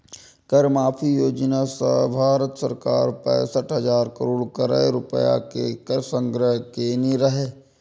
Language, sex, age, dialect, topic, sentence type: Maithili, male, 18-24, Eastern / Thethi, banking, statement